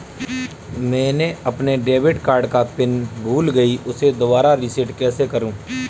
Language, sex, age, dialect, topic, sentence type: Hindi, male, 25-30, Kanauji Braj Bhasha, banking, statement